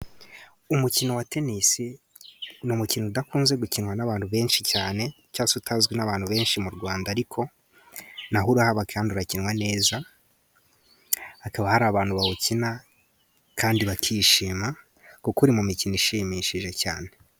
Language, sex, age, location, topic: Kinyarwanda, male, 18-24, Musanze, government